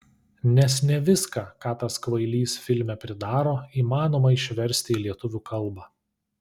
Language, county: Lithuanian, Kaunas